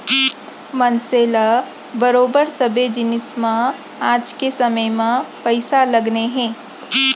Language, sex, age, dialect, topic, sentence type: Chhattisgarhi, female, 25-30, Central, banking, statement